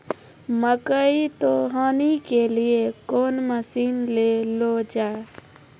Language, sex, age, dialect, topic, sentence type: Maithili, female, 25-30, Angika, agriculture, question